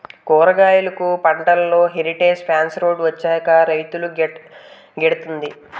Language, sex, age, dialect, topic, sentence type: Telugu, male, 18-24, Utterandhra, agriculture, statement